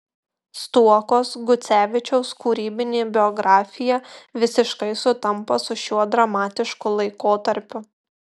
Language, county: Lithuanian, Marijampolė